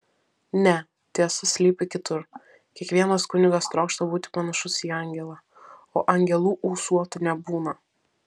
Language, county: Lithuanian, Vilnius